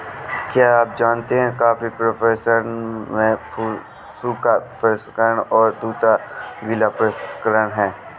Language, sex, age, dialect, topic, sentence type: Hindi, male, 18-24, Awadhi Bundeli, agriculture, statement